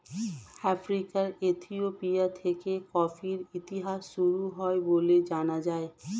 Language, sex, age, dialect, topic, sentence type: Bengali, female, 31-35, Standard Colloquial, agriculture, statement